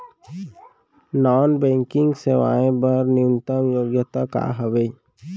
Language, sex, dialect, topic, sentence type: Chhattisgarhi, male, Central, banking, question